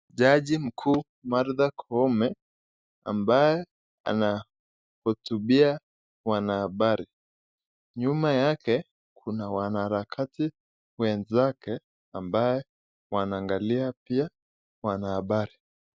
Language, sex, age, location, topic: Swahili, male, 18-24, Nakuru, government